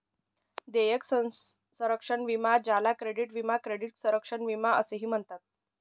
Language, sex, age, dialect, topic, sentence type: Marathi, male, 60-100, Northern Konkan, banking, statement